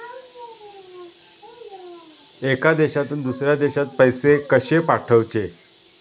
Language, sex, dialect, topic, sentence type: Marathi, male, Southern Konkan, banking, question